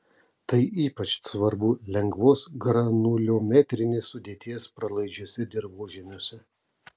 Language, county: Lithuanian, Telšiai